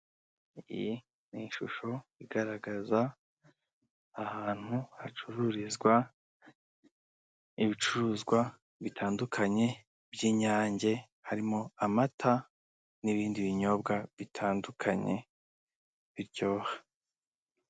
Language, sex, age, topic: Kinyarwanda, male, 25-35, finance